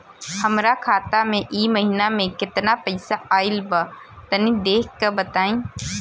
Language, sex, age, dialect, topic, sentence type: Bhojpuri, female, 18-24, Southern / Standard, banking, question